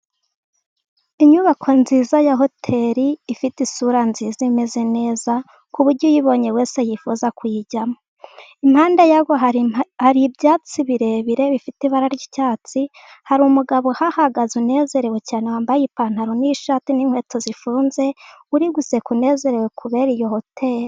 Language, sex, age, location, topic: Kinyarwanda, female, 18-24, Gakenke, finance